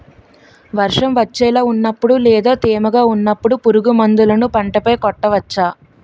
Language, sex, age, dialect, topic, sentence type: Telugu, female, 18-24, Utterandhra, agriculture, question